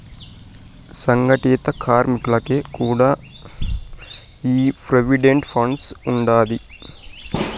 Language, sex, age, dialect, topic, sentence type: Telugu, male, 18-24, Southern, banking, statement